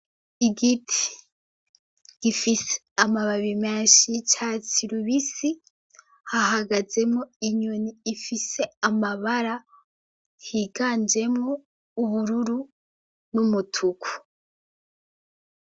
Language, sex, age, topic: Rundi, female, 18-24, agriculture